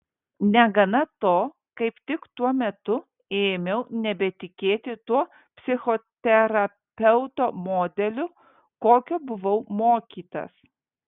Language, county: Lithuanian, Vilnius